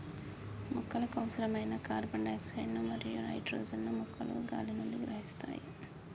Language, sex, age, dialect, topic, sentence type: Telugu, female, 25-30, Telangana, agriculture, statement